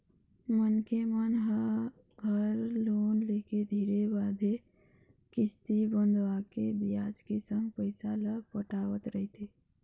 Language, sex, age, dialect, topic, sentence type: Chhattisgarhi, female, 51-55, Eastern, banking, statement